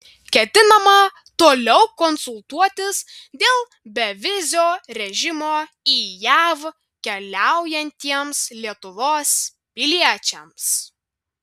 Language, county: Lithuanian, Vilnius